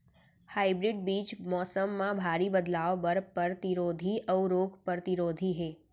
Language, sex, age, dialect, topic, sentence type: Chhattisgarhi, female, 18-24, Central, agriculture, statement